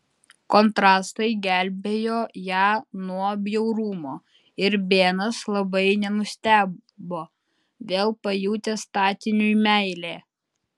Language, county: Lithuanian, Utena